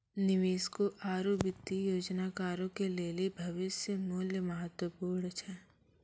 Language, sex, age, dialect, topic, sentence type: Maithili, male, 25-30, Angika, banking, statement